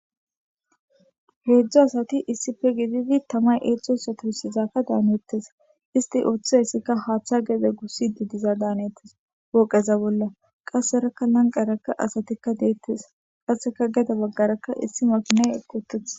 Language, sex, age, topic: Gamo, female, 18-24, government